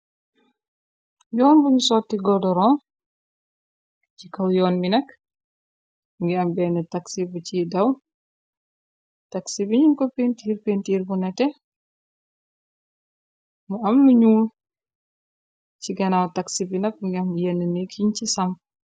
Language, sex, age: Wolof, female, 25-35